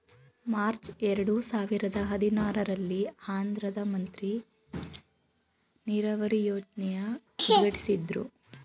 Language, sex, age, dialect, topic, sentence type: Kannada, female, 18-24, Mysore Kannada, agriculture, statement